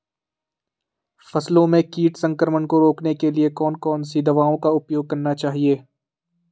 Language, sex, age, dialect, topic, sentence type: Hindi, male, 18-24, Garhwali, agriculture, question